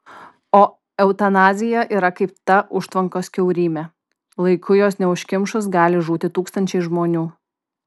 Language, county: Lithuanian, Kaunas